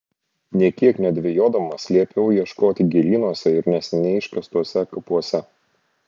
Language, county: Lithuanian, Šiauliai